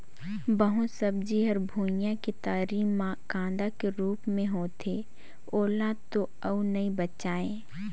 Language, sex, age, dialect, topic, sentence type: Chhattisgarhi, female, 18-24, Northern/Bhandar, agriculture, statement